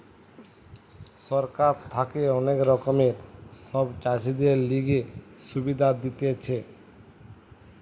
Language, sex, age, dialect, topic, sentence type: Bengali, male, 36-40, Western, agriculture, statement